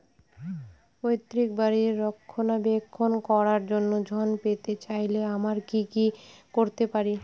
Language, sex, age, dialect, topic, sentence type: Bengali, female, 25-30, Northern/Varendri, banking, question